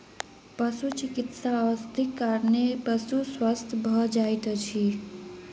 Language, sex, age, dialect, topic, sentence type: Maithili, female, 18-24, Southern/Standard, agriculture, statement